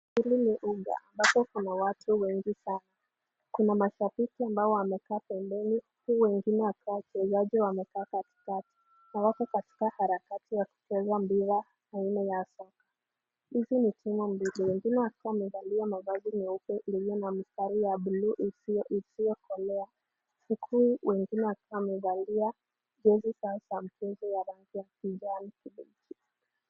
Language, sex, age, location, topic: Swahili, female, 25-35, Nakuru, government